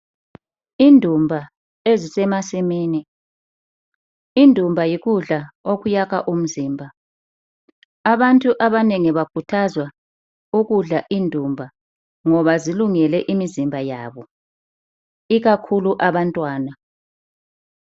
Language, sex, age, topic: North Ndebele, female, 36-49, health